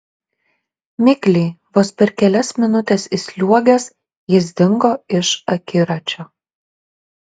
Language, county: Lithuanian, Šiauliai